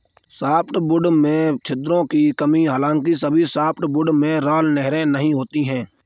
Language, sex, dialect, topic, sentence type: Hindi, male, Kanauji Braj Bhasha, agriculture, statement